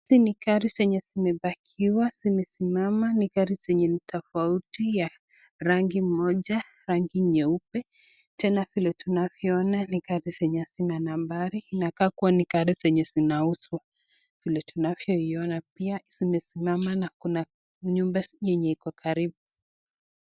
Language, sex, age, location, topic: Swahili, female, 18-24, Nakuru, finance